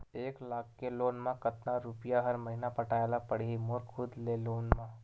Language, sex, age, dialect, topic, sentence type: Chhattisgarhi, male, 18-24, Western/Budati/Khatahi, banking, question